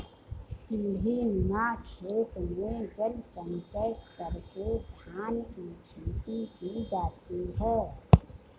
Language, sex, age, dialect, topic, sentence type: Hindi, female, 51-55, Marwari Dhudhari, agriculture, statement